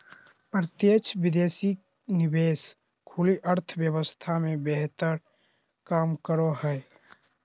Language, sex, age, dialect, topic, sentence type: Magahi, male, 25-30, Southern, banking, statement